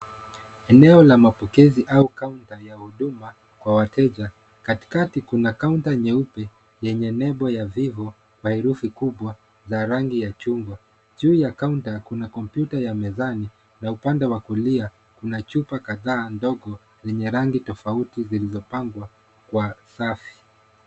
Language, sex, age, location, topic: Swahili, male, 25-35, Nairobi, finance